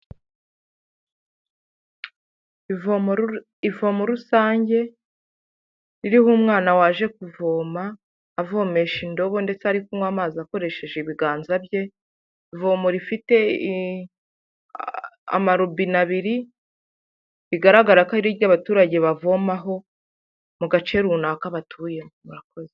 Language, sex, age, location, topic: Kinyarwanda, female, 25-35, Huye, health